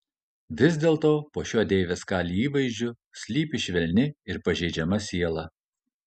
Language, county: Lithuanian, Kaunas